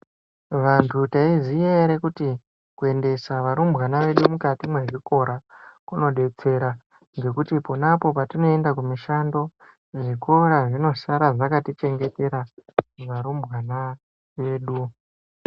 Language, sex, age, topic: Ndau, male, 25-35, education